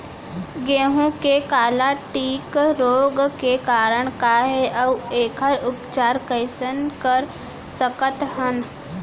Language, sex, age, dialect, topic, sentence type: Chhattisgarhi, female, 36-40, Central, agriculture, question